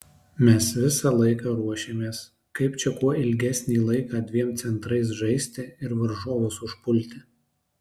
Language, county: Lithuanian, Alytus